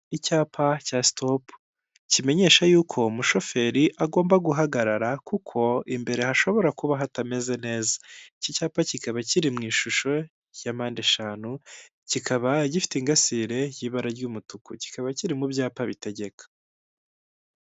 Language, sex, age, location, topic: Kinyarwanda, male, 18-24, Kigali, government